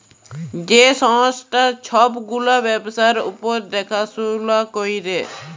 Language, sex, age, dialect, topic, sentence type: Bengali, male, 41-45, Jharkhandi, banking, statement